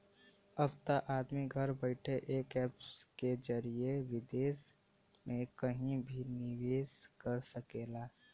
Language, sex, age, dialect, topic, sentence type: Bhojpuri, male, 18-24, Western, banking, statement